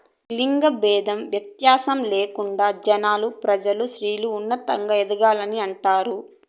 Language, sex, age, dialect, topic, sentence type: Telugu, female, 41-45, Southern, banking, statement